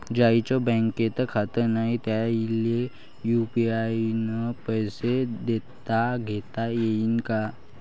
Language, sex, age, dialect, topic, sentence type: Marathi, male, 18-24, Varhadi, banking, question